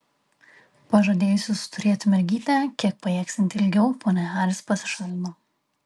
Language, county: Lithuanian, Vilnius